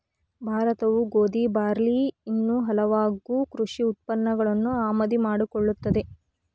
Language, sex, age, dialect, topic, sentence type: Kannada, female, 41-45, Dharwad Kannada, agriculture, statement